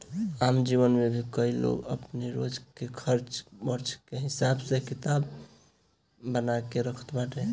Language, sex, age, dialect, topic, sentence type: Bhojpuri, female, 18-24, Northern, banking, statement